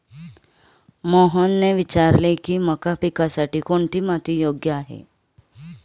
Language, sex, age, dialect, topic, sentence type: Marathi, female, 31-35, Standard Marathi, agriculture, statement